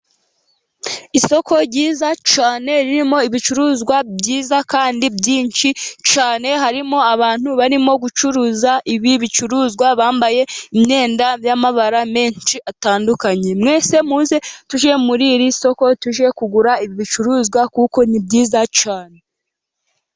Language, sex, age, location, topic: Kinyarwanda, female, 18-24, Musanze, finance